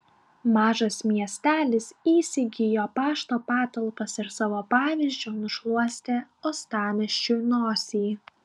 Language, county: Lithuanian, Klaipėda